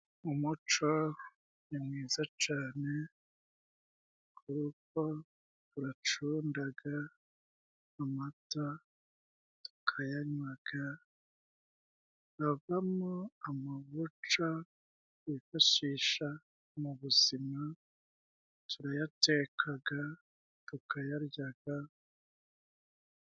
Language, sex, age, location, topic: Kinyarwanda, male, 36-49, Musanze, government